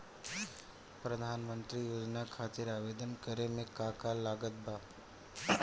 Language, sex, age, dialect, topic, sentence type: Bhojpuri, male, 18-24, Southern / Standard, banking, question